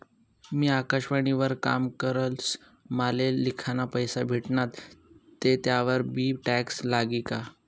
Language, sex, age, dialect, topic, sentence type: Marathi, male, 18-24, Northern Konkan, banking, statement